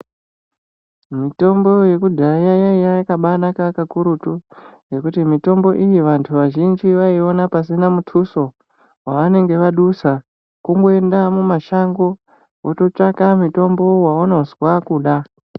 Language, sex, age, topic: Ndau, male, 25-35, health